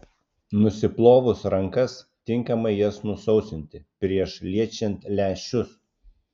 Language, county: Lithuanian, Klaipėda